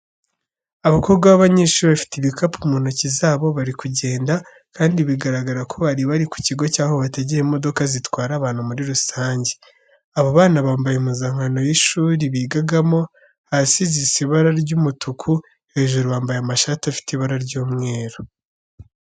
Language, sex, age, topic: Kinyarwanda, female, 36-49, education